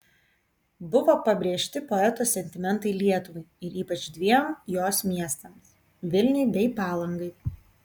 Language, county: Lithuanian, Kaunas